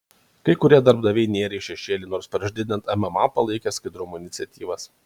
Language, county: Lithuanian, Kaunas